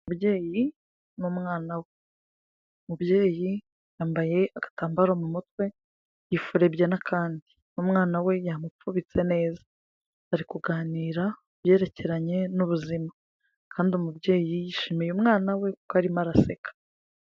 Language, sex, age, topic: Kinyarwanda, female, 25-35, health